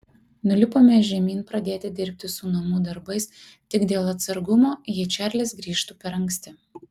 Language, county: Lithuanian, Kaunas